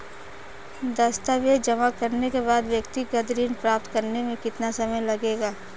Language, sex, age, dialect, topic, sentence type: Hindi, female, 18-24, Marwari Dhudhari, banking, question